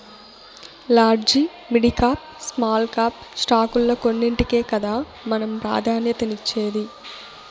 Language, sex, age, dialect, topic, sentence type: Telugu, female, 18-24, Southern, banking, statement